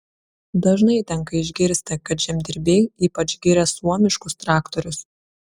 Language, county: Lithuanian, Šiauliai